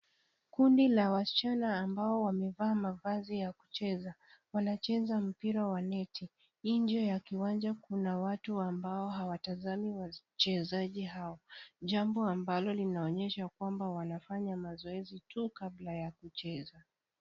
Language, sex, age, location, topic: Swahili, female, 25-35, Kisii, government